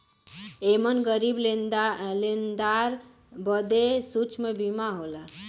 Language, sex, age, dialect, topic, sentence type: Bhojpuri, female, 18-24, Western, banking, statement